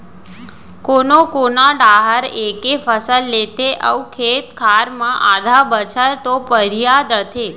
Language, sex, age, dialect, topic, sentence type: Chhattisgarhi, female, 25-30, Central, agriculture, statement